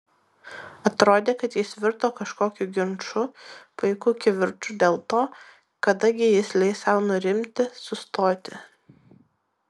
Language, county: Lithuanian, Vilnius